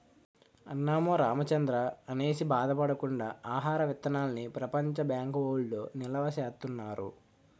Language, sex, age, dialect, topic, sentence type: Telugu, male, 18-24, Utterandhra, agriculture, statement